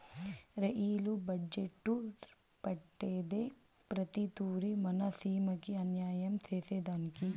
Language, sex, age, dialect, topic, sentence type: Telugu, female, 18-24, Southern, banking, statement